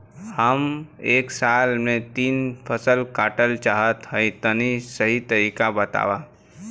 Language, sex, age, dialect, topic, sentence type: Bhojpuri, male, 18-24, Western, agriculture, question